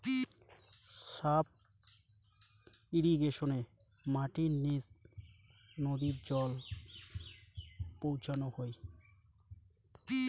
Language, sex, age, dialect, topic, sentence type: Bengali, male, 18-24, Rajbangshi, agriculture, statement